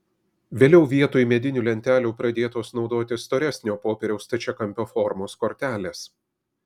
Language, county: Lithuanian, Kaunas